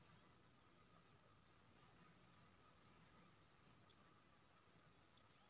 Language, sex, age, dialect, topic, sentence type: Maithili, male, 25-30, Bajjika, banking, statement